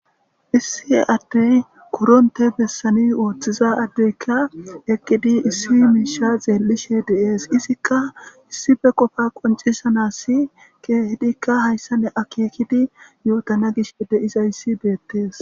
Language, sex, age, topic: Gamo, male, 18-24, government